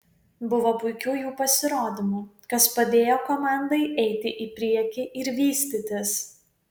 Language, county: Lithuanian, Vilnius